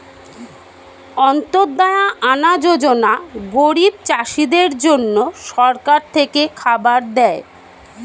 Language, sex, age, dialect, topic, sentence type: Bengali, female, 31-35, Standard Colloquial, agriculture, statement